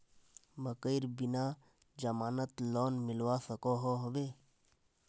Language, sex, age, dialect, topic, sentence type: Magahi, male, 25-30, Northeastern/Surjapuri, banking, question